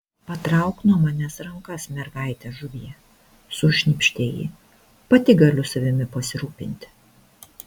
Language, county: Lithuanian, Šiauliai